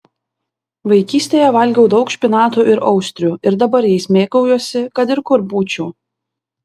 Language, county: Lithuanian, Vilnius